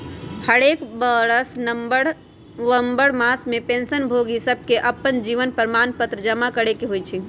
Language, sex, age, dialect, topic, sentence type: Magahi, female, 25-30, Western, banking, statement